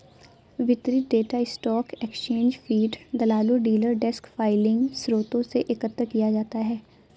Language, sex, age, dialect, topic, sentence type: Hindi, female, 18-24, Awadhi Bundeli, banking, statement